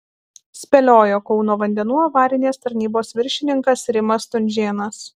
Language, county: Lithuanian, Alytus